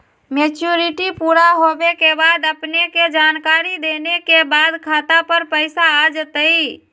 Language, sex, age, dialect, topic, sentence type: Magahi, female, 25-30, Western, banking, question